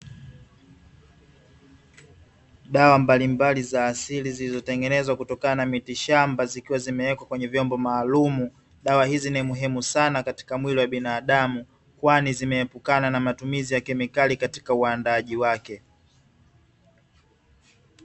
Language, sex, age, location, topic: Swahili, male, 25-35, Dar es Salaam, health